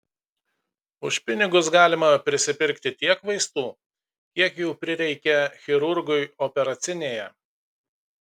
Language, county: Lithuanian, Kaunas